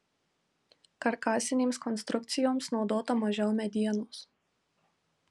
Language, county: Lithuanian, Marijampolė